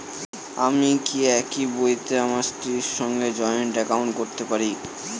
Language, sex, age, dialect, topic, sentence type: Bengali, male, 18-24, Northern/Varendri, banking, question